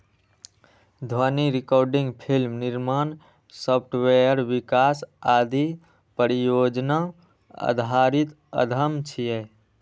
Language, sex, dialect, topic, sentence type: Maithili, male, Eastern / Thethi, banking, statement